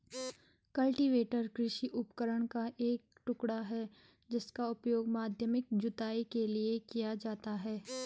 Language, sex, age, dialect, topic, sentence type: Hindi, female, 18-24, Garhwali, agriculture, statement